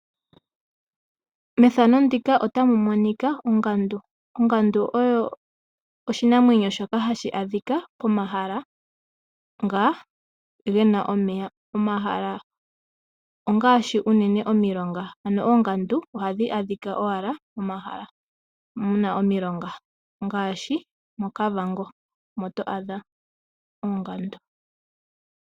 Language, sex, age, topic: Oshiwambo, female, 18-24, agriculture